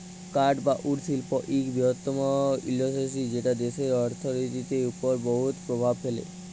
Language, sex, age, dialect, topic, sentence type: Bengali, male, 18-24, Jharkhandi, agriculture, statement